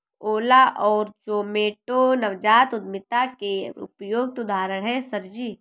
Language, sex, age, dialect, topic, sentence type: Hindi, female, 18-24, Awadhi Bundeli, banking, statement